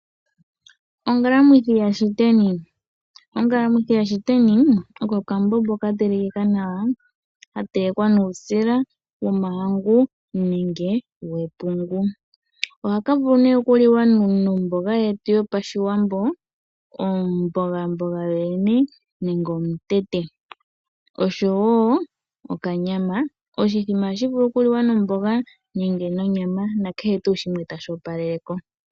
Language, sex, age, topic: Oshiwambo, female, 18-24, agriculture